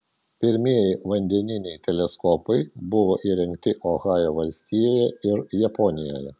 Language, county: Lithuanian, Vilnius